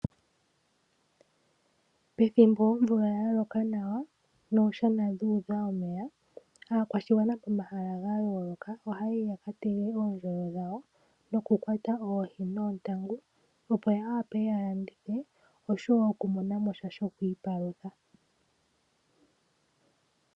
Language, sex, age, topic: Oshiwambo, female, 18-24, agriculture